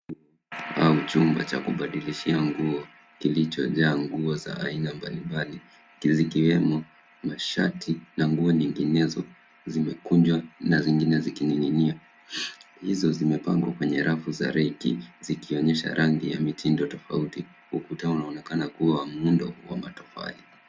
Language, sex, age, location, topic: Swahili, male, 25-35, Nairobi, finance